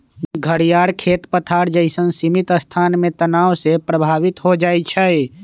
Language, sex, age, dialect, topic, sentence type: Magahi, male, 25-30, Western, agriculture, statement